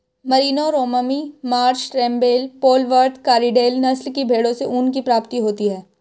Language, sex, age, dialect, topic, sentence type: Hindi, female, 18-24, Marwari Dhudhari, agriculture, statement